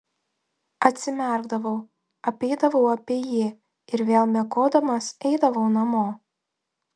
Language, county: Lithuanian, Telšiai